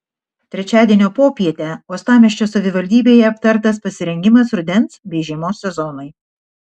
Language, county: Lithuanian, Šiauliai